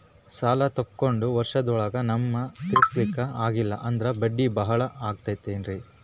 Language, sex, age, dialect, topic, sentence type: Kannada, female, 25-30, Northeastern, banking, question